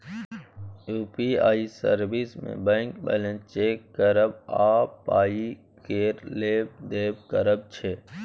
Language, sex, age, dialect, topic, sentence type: Maithili, male, 18-24, Bajjika, banking, statement